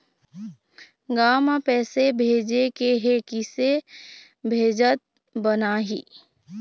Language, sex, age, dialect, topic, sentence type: Chhattisgarhi, female, 25-30, Eastern, banking, question